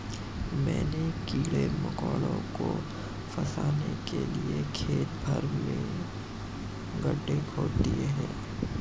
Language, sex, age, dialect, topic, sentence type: Hindi, male, 31-35, Marwari Dhudhari, agriculture, statement